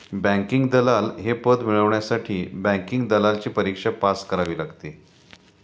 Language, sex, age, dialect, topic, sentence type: Marathi, male, 51-55, Standard Marathi, banking, statement